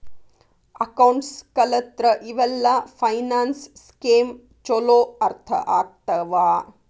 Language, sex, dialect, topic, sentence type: Kannada, female, Dharwad Kannada, banking, statement